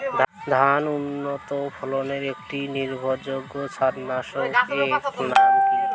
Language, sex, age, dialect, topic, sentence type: Bengali, male, 18-24, Rajbangshi, agriculture, question